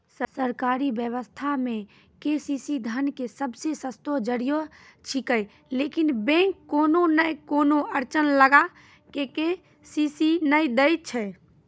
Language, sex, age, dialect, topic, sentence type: Maithili, female, 18-24, Angika, agriculture, question